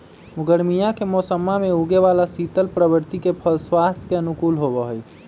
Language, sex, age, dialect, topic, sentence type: Magahi, male, 25-30, Western, agriculture, statement